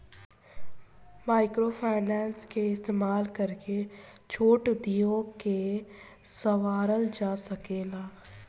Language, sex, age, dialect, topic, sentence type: Bhojpuri, female, 25-30, Southern / Standard, banking, statement